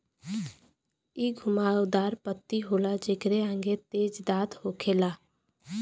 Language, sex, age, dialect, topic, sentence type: Bhojpuri, female, 18-24, Western, agriculture, statement